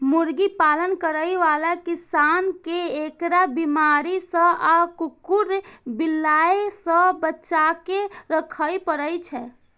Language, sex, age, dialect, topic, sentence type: Maithili, female, 51-55, Eastern / Thethi, agriculture, statement